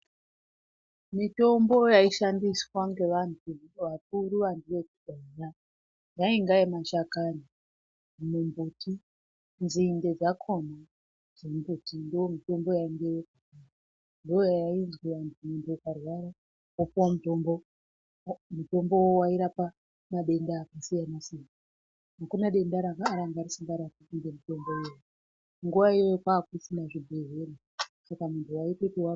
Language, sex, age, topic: Ndau, female, 36-49, health